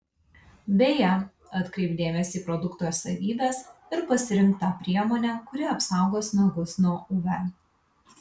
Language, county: Lithuanian, Vilnius